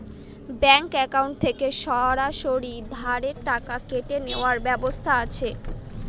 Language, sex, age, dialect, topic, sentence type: Bengali, female, 60-100, Northern/Varendri, banking, question